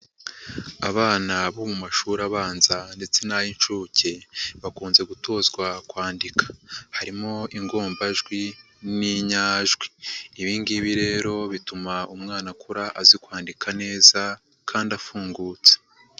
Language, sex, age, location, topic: Kinyarwanda, male, 50+, Nyagatare, education